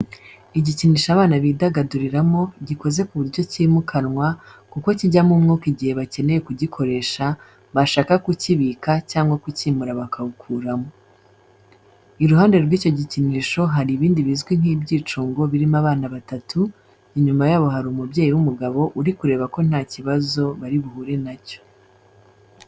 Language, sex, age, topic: Kinyarwanda, female, 25-35, education